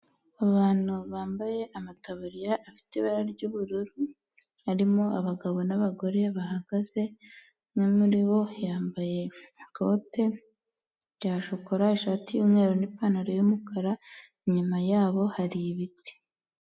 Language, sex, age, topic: Kinyarwanda, female, 18-24, health